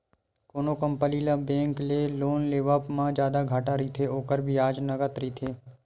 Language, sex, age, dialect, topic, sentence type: Chhattisgarhi, male, 18-24, Western/Budati/Khatahi, banking, statement